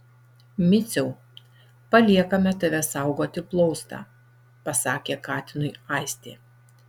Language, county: Lithuanian, Alytus